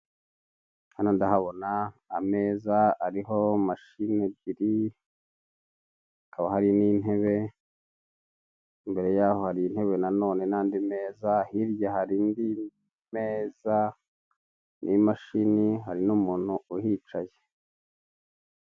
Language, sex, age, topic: Kinyarwanda, male, 25-35, finance